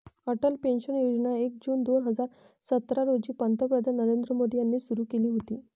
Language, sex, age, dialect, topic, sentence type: Marathi, female, 25-30, Varhadi, banking, statement